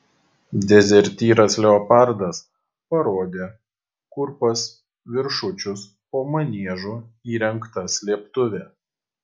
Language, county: Lithuanian, Kaunas